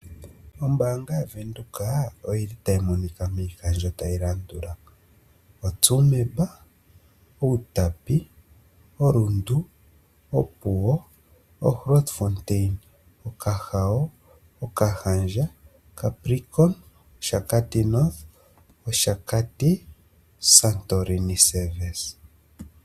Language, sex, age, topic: Oshiwambo, male, 25-35, finance